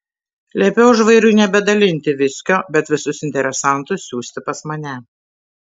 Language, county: Lithuanian, Tauragė